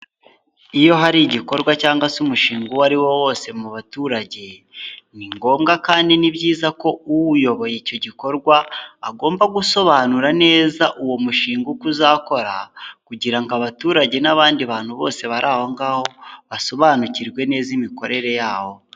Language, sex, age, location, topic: Kinyarwanda, male, 18-24, Huye, health